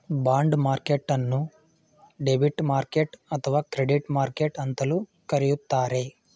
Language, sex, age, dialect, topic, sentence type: Kannada, male, 18-24, Mysore Kannada, banking, statement